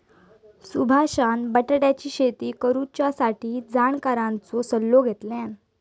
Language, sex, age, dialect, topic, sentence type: Marathi, female, 18-24, Southern Konkan, agriculture, statement